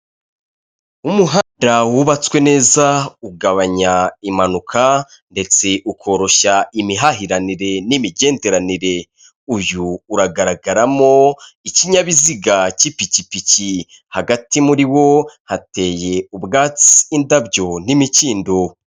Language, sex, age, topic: Kinyarwanda, male, 25-35, government